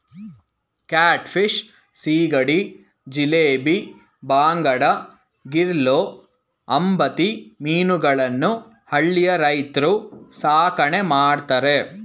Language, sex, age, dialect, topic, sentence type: Kannada, male, 18-24, Mysore Kannada, agriculture, statement